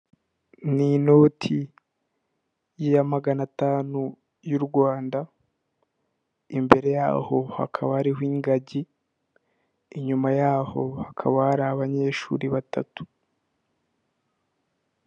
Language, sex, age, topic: Kinyarwanda, male, 18-24, finance